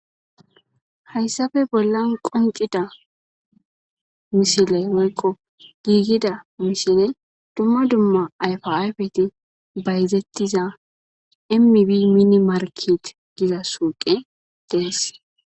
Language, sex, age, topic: Gamo, female, 25-35, government